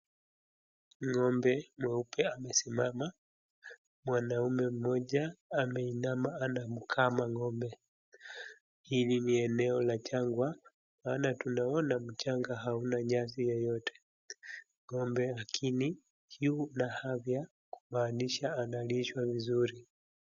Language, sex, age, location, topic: Swahili, male, 25-35, Wajir, agriculture